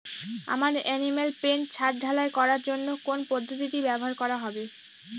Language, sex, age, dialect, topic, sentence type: Bengali, female, 46-50, Northern/Varendri, banking, question